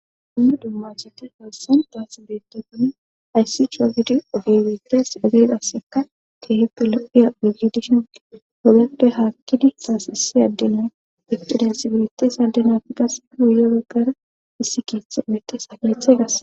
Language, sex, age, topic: Gamo, female, 18-24, government